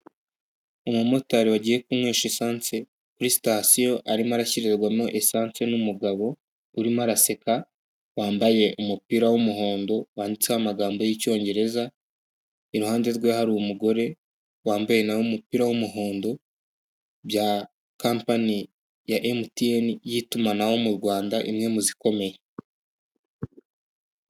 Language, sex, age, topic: Kinyarwanda, male, 18-24, finance